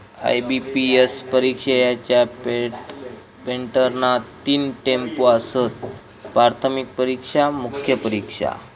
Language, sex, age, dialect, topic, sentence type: Marathi, male, 25-30, Southern Konkan, banking, statement